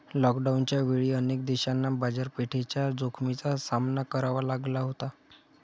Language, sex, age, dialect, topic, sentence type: Marathi, male, 46-50, Standard Marathi, banking, statement